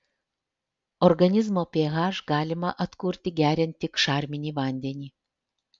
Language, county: Lithuanian, Alytus